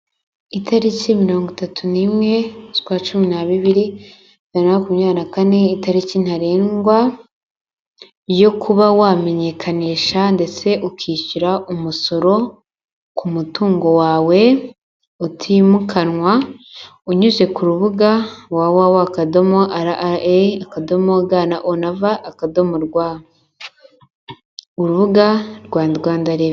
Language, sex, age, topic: Kinyarwanda, female, 18-24, government